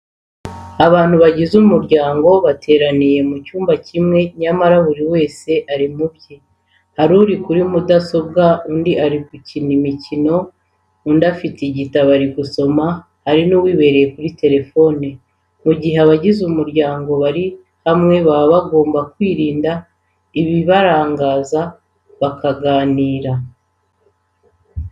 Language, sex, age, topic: Kinyarwanda, female, 36-49, education